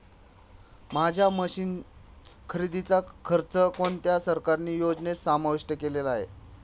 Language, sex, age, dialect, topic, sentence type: Marathi, male, 25-30, Standard Marathi, agriculture, question